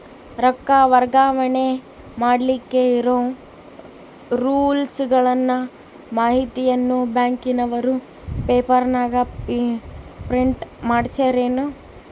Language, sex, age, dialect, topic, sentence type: Kannada, female, 18-24, Central, banking, question